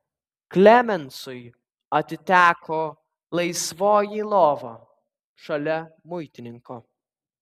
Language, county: Lithuanian, Vilnius